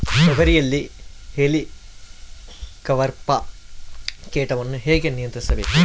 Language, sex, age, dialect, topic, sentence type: Kannada, male, 31-35, Central, agriculture, question